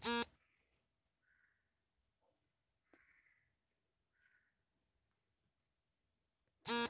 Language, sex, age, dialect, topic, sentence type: Kannada, female, 36-40, Mysore Kannada, banking, statement